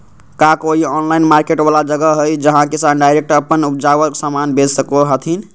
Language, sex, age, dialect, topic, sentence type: Magahi, male, 25-30, Southern, agriculture, statement